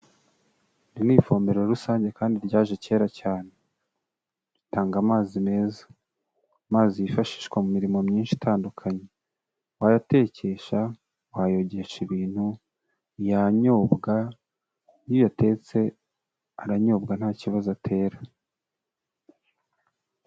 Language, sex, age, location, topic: Kinyarwanda, male, 25-35, Kigali, health